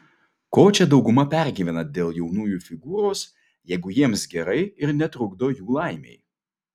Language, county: Lithuanian, Vilnius